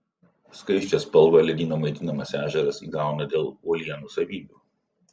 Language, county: Lithuanian, Vilnius